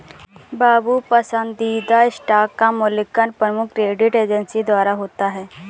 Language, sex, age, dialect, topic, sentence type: Hindi, female, 18-24, Awadhi Bundeli, banking, statement